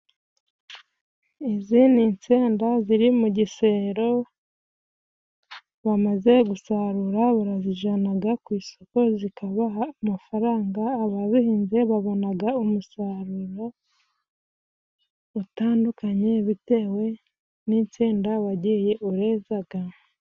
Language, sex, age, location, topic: Kinyarwanda, female, 25-35, Musanze, finance